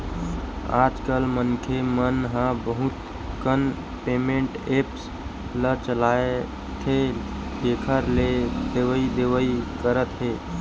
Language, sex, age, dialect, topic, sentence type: Chhattisgarhi, male, 18-24, Western/Budati/Khatahi, banking, statement